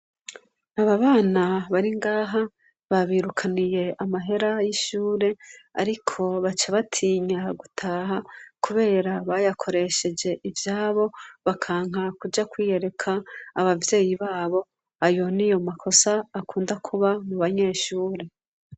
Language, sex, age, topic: Rundi, female, 25-35, education